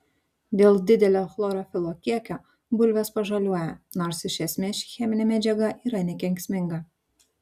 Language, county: Lithuanian, Šiauliai